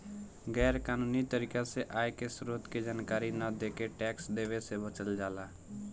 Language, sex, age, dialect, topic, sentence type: Bhojpuri, male, 18-24, Southern / Standard, banking, statement